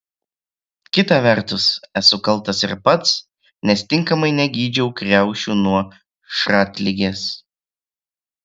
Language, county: Lithuanian, Klaipėda